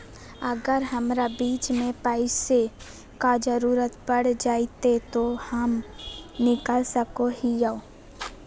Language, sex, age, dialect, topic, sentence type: Magahi, female, 18-24, Southern, banking, question